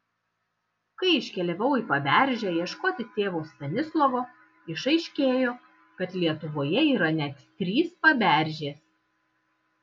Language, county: Lithuanian, Kaunas